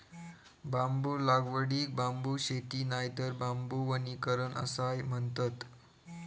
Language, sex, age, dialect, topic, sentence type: Marathi, male, 46-50, Southern Konkan, agriculture, statement